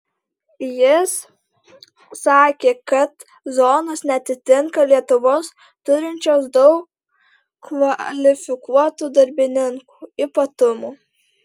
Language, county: Lithuanian, Alytus